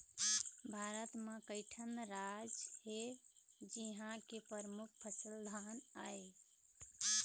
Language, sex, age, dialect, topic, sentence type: Chhattisgarhi, female, 56-60, Eastern, agriculture, statement